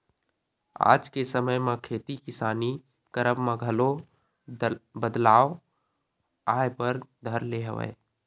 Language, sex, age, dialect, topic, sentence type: Chhattisgarhi, male, 18-24, Western/Budati/Khatahi, agriculture, statement